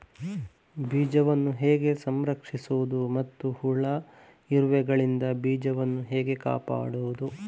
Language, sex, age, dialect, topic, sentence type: Kannada, male, 18-24, Coastal/Dakshin, agriculture, question